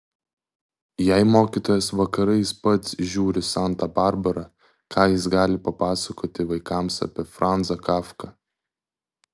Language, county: Lithuanian, Vilnius